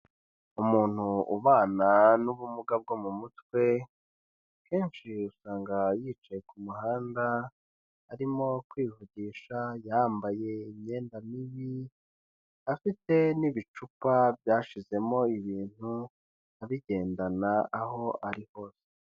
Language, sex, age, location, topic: Kinyarwanda, male, 25-35, Kigali, health